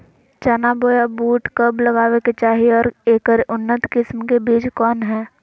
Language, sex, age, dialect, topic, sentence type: Magahi, female, 18-24, Southern, agriculture, question